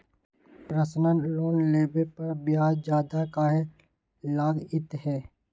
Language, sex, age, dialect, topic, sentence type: Magahi, male, 18-24, Western, banking, question